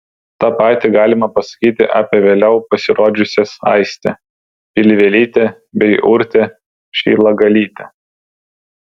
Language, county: Lithuanian, Vilnius